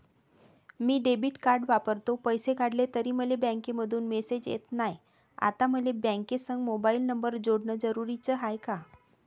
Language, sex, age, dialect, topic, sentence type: Marathi, female, 36-40, Varhadi, banking, question